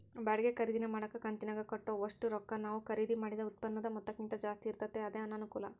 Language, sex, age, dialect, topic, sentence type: Kannada, male, 60-100, Central, banking, statement